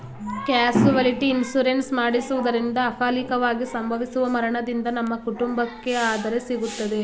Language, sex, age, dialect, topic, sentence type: Kannada, female, 18-24, Mysore Kannada, banking, statement